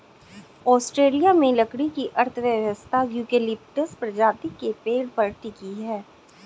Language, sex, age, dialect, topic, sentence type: Hindi, female, 36-40, Hindustani Malvi Khadi Boli, agriculture, statement